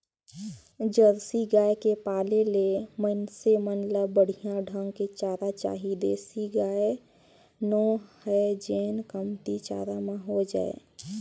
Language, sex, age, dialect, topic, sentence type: Chhattisgarhi, female, 18-24, Northern/Bhandar, agriculture, statement